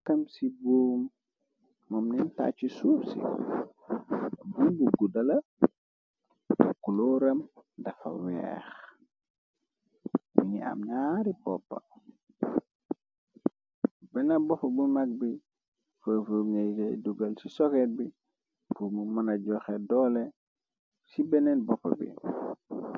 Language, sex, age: Wolof, male, 25-35